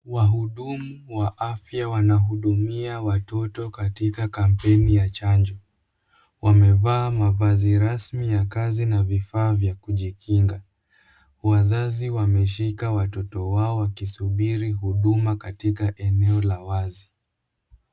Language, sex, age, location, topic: Swahili, male, 18-24, Kisumu, health